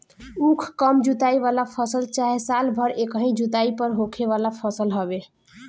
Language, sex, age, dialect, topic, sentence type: Bhojpuri, female, 18-24, Southern / Standard, agriculture, statement